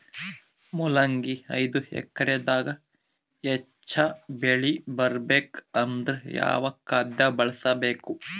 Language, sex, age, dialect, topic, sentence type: Kannada, male, 25-30, Northeastern, agriculture, question